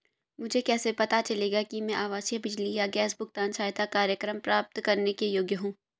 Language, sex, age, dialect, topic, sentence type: Hindi, female, 25-30, Hindustani Malvi Khadi Boli, banking, question